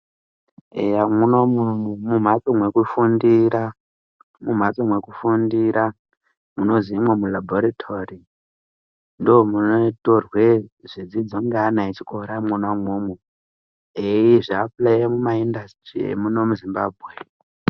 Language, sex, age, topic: Ndau, male, 18-24, health